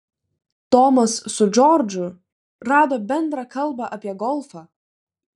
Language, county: Lithuanian, Klaipėda